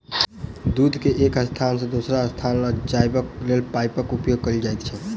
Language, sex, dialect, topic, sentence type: Maithili, male, Southern/Standard, agriculture, statement